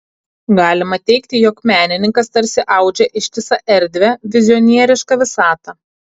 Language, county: Lithuanian, Kaunas